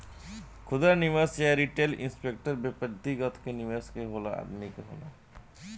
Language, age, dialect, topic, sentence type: Bhojpuri, 18-24, Southern / Standard, banking, statement